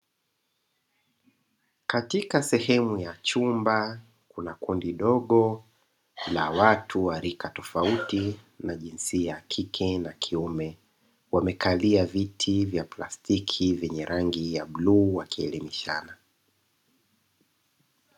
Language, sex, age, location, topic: Swahili, male, 25-35, Dar es Salaam, education